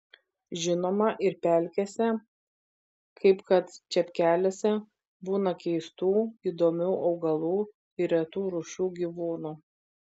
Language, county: Lithuanian, Vilnius